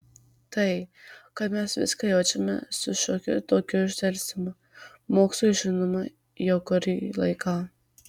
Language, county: Lithuanian, Marijampolė